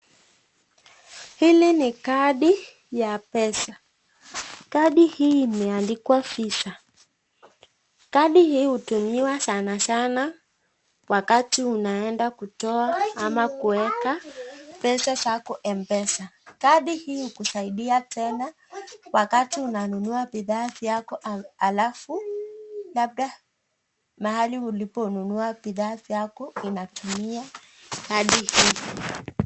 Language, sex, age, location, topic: Swahili, female, 36-49, Nakuru, finance